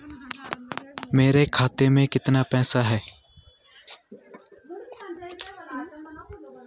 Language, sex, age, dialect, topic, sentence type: Hindi, male, 18-24, Garhwali, banking, question